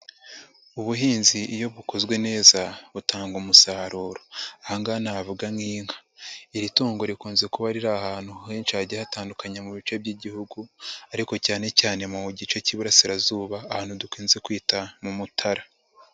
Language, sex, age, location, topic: Kinyarwanda, female, 50+, Nyagatare, agriculture